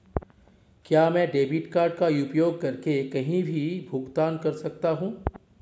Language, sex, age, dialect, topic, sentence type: Hindi, male, 31-35, Marwari Dhudhari, banking, question